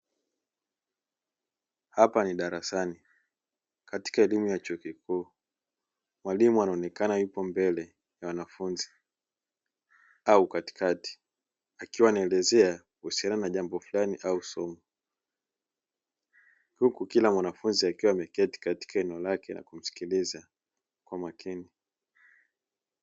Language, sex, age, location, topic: Swahili, male, 25-35, Dar es Salaam, education